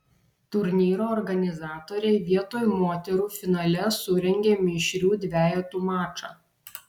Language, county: Lithuanian, Vilnius